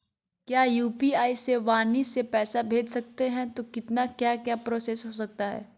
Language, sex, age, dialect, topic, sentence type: Magahi, female, 41-45, Southern, banking, question